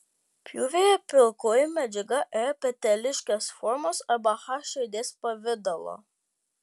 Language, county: Lithuanian, Panevėžys